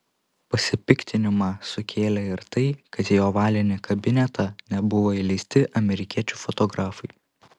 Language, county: Lithuanian, Panevėžys